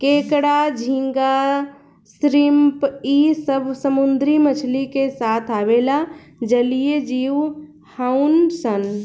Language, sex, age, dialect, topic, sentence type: Bhojpuri, female, 25-30, Southern / Standard, agriculture, statement